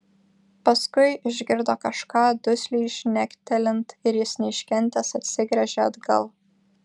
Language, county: Lithuanian, Vilnius